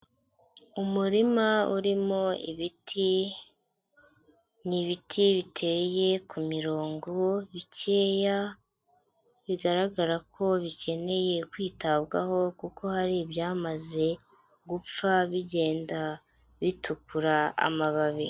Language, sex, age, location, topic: Kinyarwanda, female, 25-35, Huye, agriculture